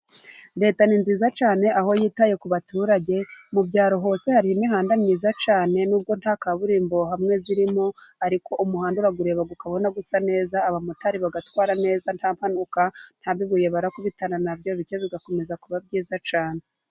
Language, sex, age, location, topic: Kinyarwanda, female, 25-35, Burera, government